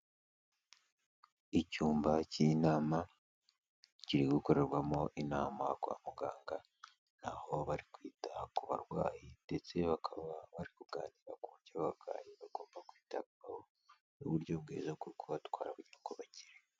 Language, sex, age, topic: Kinyarwanda, male, 18-24, health